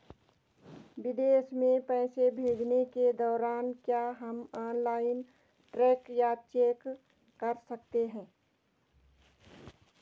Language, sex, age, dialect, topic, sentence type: Hindi, female, 46-50, Garhwali, banking, question